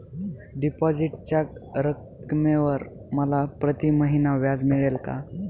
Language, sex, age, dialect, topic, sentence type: Marathi, male, 18-24, Northern Konkan, banking, question